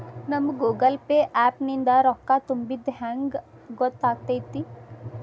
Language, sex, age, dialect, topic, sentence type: Kannada, female, 25-30, Dharwad Kannada, banking, question